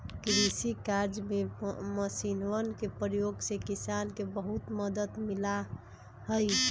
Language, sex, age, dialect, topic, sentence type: Magahi, female, 25-30, Western, agriculture, statement